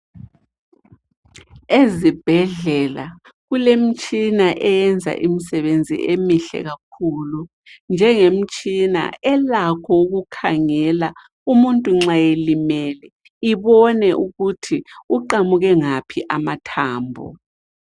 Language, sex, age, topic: North Ndebele, female, 36-49, health